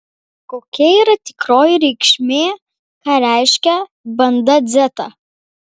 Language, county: Lithuanian, Kaunas